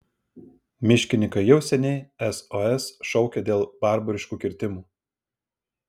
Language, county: Lithuanian, Vilnius